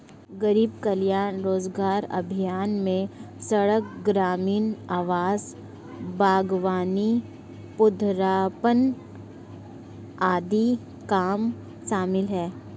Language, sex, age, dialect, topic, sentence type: Hindi, male, 25-30, Marwari Dhudhari, banking, statement